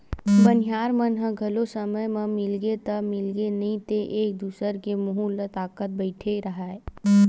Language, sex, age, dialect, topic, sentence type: Chhattisgarhi, female, 41-45, Western/Budati/Khatahi, agriculture, statement